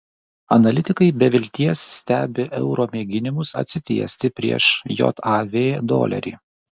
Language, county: Lithuanian, Kaunas